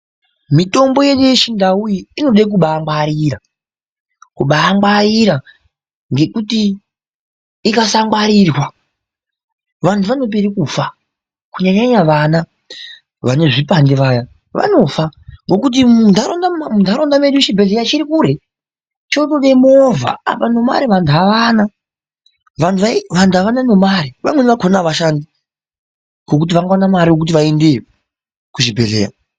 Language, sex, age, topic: Ndau, male, 25-35, health